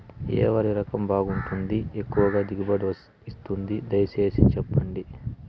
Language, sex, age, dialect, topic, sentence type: Telugu, male, 36-40, Southern, agriculture, question